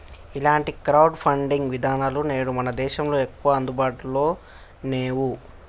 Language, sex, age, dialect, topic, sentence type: Telugu, male, 18-24, Telangana, banking, statement